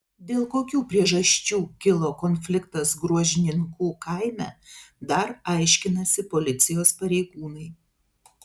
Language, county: Lithuanian, Telšiai